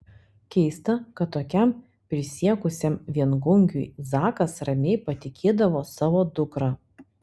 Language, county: Lithuanian, Telšiai